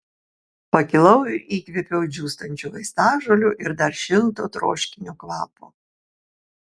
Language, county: Lithuanian, Kaunas